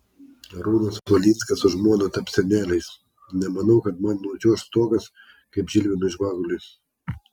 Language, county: Lithuanian, Klaipėda